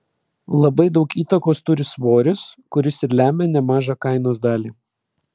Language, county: Lithuanian, Vilnius